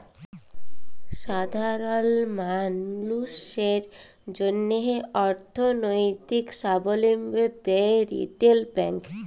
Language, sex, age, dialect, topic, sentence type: Bengali, female, 18-24, Jharkhandi, banking, statement